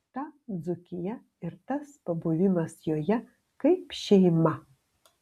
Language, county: Lithuanian, Kaunas